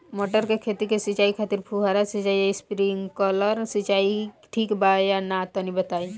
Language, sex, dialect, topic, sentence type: Bhojpuri, female, Northern, agriculture, question